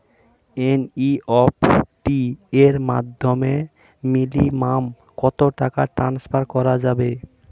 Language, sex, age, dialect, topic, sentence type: Bengali, male, 18-24, Standard Colloquial, banking, question